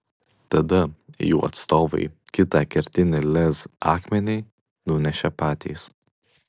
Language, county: Lithuanian, Klaipėda